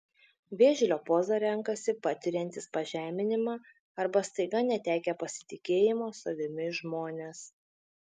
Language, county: Lithuanian, Šiauliai